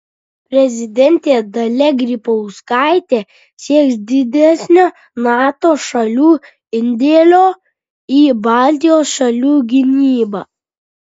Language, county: Lithuanian, Kaunas